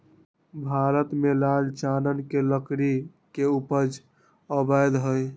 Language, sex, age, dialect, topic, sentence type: Magahi, male, 18-24, Western, agriculture, statement